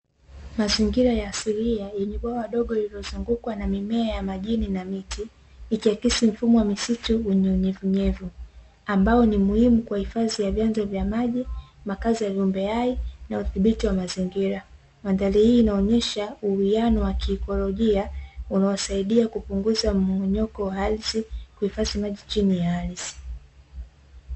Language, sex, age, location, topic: Swahili, female, 18-24, Dar es Salaam, agriculture